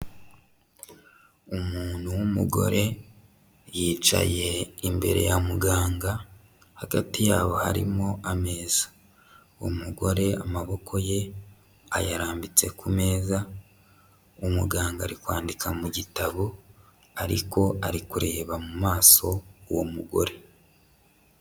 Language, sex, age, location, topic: Kinyarwanda, male, 25-35, Huye, health